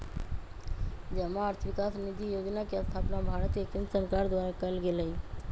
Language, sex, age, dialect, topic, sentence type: Magahi, female, 31-35, Western, banking, statement